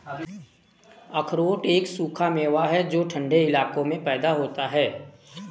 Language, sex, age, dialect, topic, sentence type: Hindi, male, 36-40, Kanauji Braj Bhasha, agriculture, statement